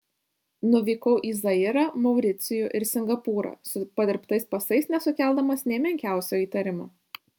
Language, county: Lithuanian, Šiauliai